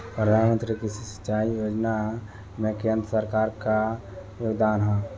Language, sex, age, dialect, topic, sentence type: Bhojpuri, male, 18-24, Southern / Standard, agriculture, question